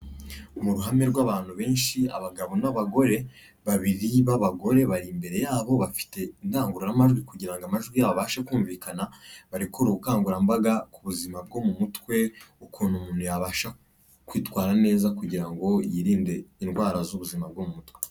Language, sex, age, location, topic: Kinyarwanda, male, 25-35, Kigali, health